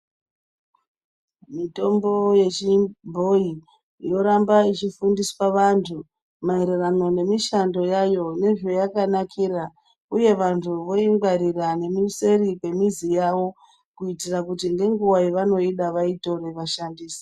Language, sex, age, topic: Ndau, female, 25-35, health